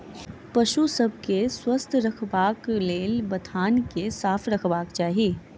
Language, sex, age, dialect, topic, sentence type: Maithili, female, 41-45, Southern/Standard, agriculture, statement